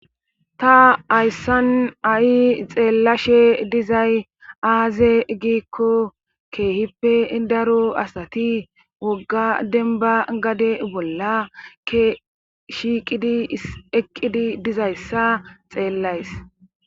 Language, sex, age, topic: Gamo, female, 36-49, government